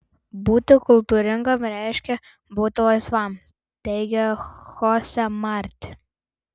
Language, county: Lithuanian, Tauragė